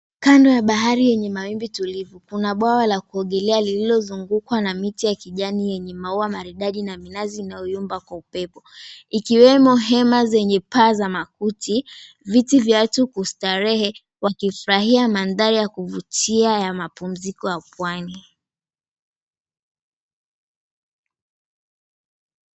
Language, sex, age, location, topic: Swahili, female, 18-24, Mombasa, government